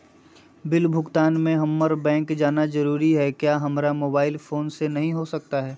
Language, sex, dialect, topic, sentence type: Magahi, male, Southern, banking, question